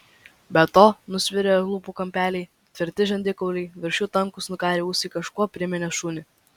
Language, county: Lithuanian, Vilnius